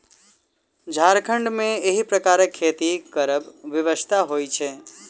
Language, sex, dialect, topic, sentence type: Maithili, male, Southern/Standard, agriculture, statement